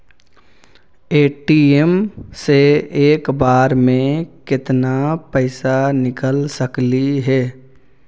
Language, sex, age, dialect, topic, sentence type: Magahi, male, 36-40, Central/Standard, banking, question